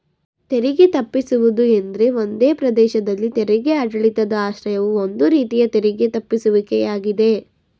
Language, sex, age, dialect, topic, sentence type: Kannada, female, 18-24, Mysore Kannada, banking, statement